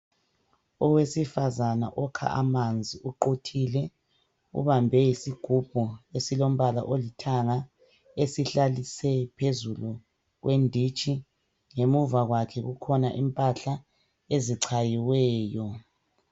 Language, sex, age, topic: North Ndebele, male, 25-35, health